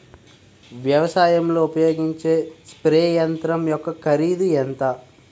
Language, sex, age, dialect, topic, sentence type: Telugu, male, 46-50, Utterandhra, agriculture, question